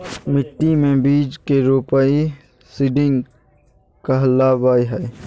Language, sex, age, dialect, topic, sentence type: Magahi, male, 18-24, Southern, agriculture, statement